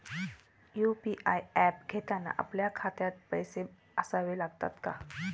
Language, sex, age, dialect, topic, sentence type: Marathi, male, 36-40, Standard Marathi, banking, question